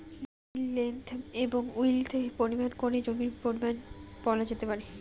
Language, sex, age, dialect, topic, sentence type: Bengali, female, 18-24, Rajbangshi, agriculture, question